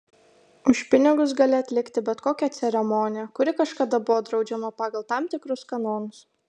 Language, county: Lithuanian, Kaunas